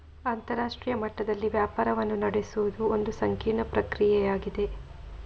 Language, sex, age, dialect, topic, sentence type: Kannada, female, 25-30, Coastal/Dakshin, banking, statement